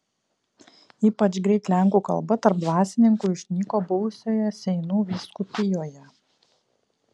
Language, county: Lithuanian, Kaunas